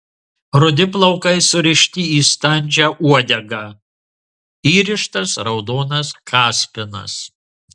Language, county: Lithuanian, Marijampolė